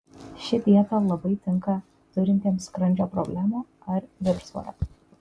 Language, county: Lithuanian, Kaunas